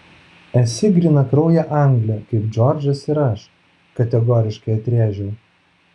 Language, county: Lithuanian, Vilnius